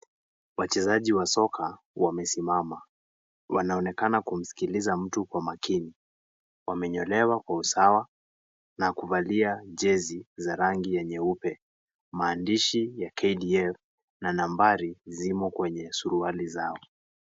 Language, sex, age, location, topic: Swahili, male, 18-24, Kisii, government